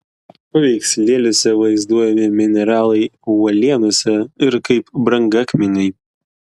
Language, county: Lithuanian, Klaipėda